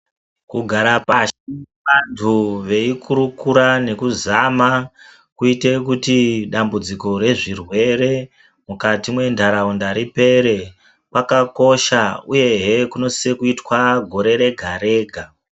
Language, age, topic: Ndau, 50+, health